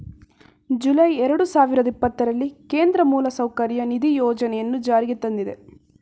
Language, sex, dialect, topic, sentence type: Kannada, female, Mysore Kannada, agriculture, statement